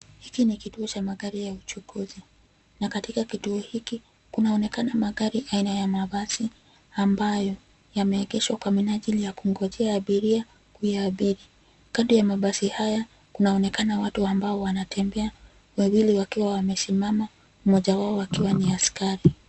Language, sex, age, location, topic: Swahili, female, 25-35, Nairobi, government